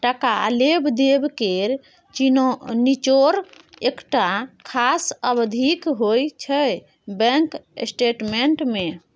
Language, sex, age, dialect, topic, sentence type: Maithili, female, 18-24, Bajjika, banking, statement